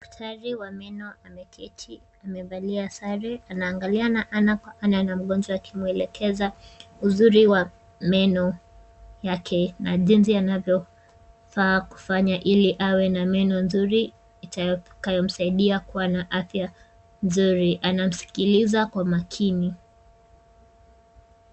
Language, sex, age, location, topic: Swahili, female, 18-24, Kisumu, health